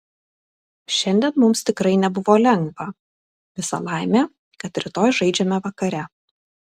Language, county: Lithuanian, Kaunas